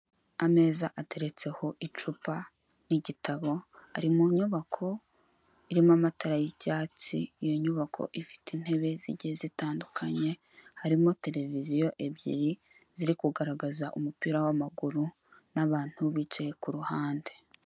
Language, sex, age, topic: Kinyarwanda, female, 18-24, finance